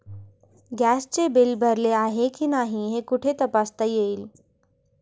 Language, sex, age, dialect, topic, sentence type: Marathi, female, 18-24, Standard Marathi, banking, question